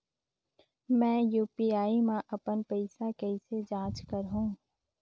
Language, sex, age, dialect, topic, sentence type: Chhattisgarhi, female, 60-100, Northern/Bhandar, banking, question